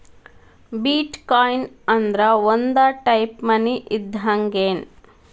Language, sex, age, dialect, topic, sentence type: Kannada, female, 36-40, Dharwad Kannada, banking, statement